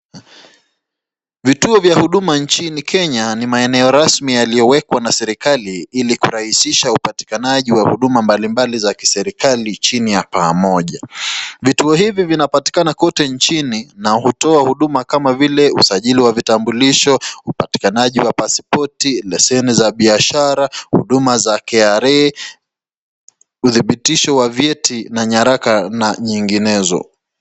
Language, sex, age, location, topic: Swahili, male, 25-35, Nakuru, government